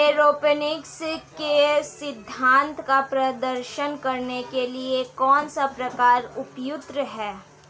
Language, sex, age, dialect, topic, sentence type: Hindi, female, 18-24, Hindustani Malvi Khadi Boli, agriculture, statement